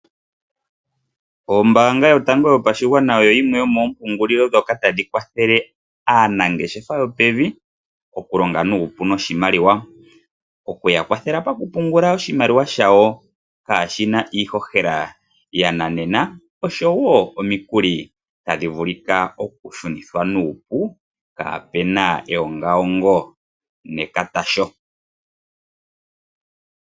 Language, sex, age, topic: Oshiwambo, male, 25-35, finance